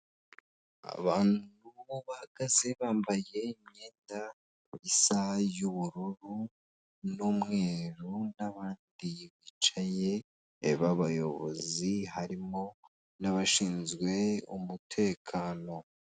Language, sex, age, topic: Kinyarwanda, female, 18-24, government